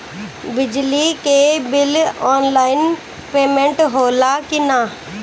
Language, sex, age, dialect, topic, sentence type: Bhojpuri, female, 18-24, Northern, banking, question